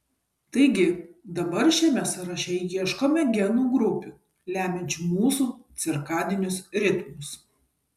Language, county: Lithuanian, Kaunas